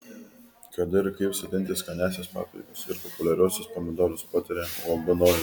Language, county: Lithuanian, Kaunas